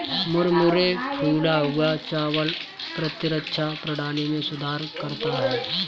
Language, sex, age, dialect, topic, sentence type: Hindi, male, 31-35, Kanauji Braj Bhasha, agriculture, statement